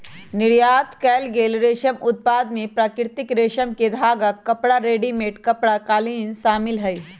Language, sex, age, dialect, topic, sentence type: Magahi, female, 25-30, Western, agriculture, statement